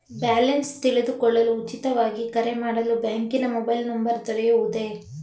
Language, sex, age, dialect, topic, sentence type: Kannada, female, 25-30, Mysore Kannada, banking, question